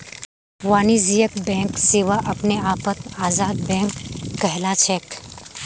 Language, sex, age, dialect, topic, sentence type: Magahi, female, 18-24, Northeastern/Surjapuri, banking, statement